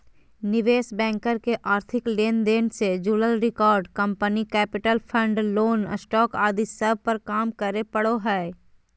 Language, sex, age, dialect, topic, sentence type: Magahi, female, 31-35, Southern, banking, statement